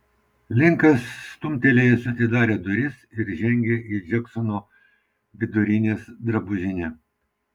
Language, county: Lithuanian, Vilnius